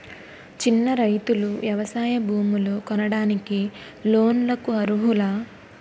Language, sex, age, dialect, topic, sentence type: Telugu, female, 18-24, Utterandhra, agriculture, statement